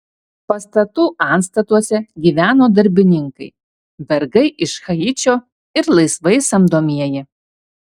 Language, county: Lithuanian, Alytus